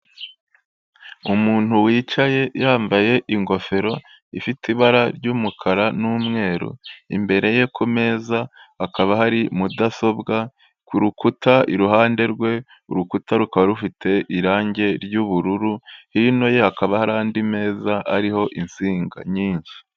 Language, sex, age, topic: Kinyarwanda, male, 18-24, government